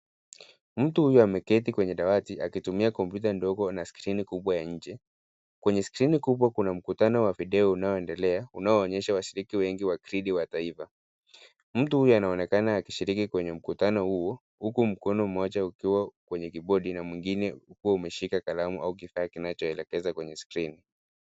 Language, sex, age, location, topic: Swahili, male, 50+, Nairobi, education